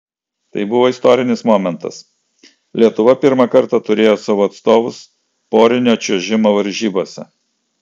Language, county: Lithuanian, Klaipėda